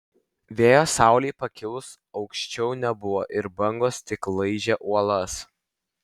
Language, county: Lithuanian, Vilnius